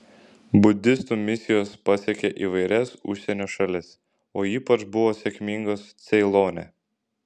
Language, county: Lithuanian, Šiauliai